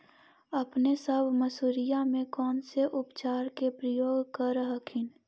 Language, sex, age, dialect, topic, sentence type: Magahi, female, 18-24, Central/Standard, agriculture, question